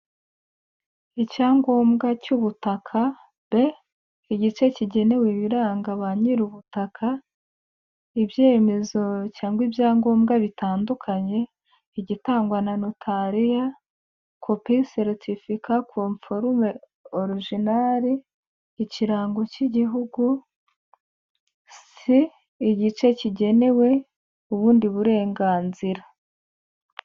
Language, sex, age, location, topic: Kinyarwanda, female, 25-35, Kigali, finance